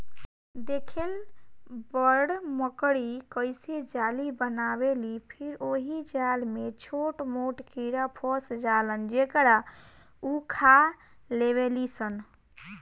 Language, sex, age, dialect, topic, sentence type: Bhojpuri, female, 18-24, Southern / Standard, agriculture, statement